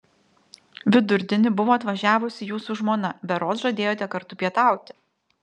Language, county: Lithuanian, Vilnius